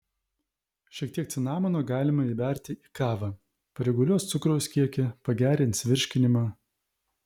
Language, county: Lithuanian, Vilnius